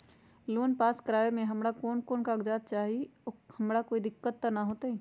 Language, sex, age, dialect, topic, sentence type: Magahi, female, 46-50, Western, banking, question